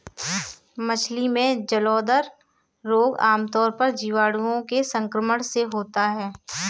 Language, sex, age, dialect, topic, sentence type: Hindi, female, 18-24, Kanauji Braj Bhasha, agriculture, statement